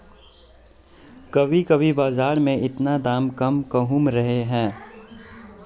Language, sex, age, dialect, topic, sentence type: Magahi, male, 18-24, Northeastern/Surjapuri, agriculture, question